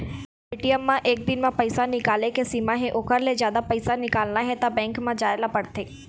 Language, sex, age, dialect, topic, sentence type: Chhattisgarhi, female, 18-24, Eastern, banking, statement